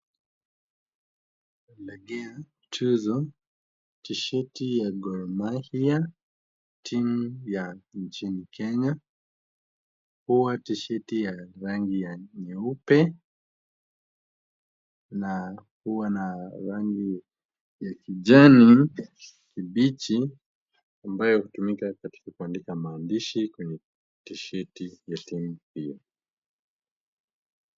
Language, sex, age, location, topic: Swahili, male, 18-24, Kisumu, government